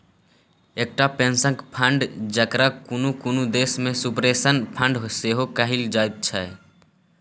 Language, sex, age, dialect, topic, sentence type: Maithili, male, 18-24, Bajjika, banking, statement